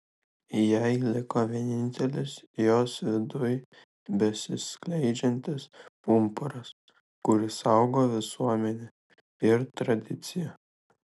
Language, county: Lithuanian, Kaunas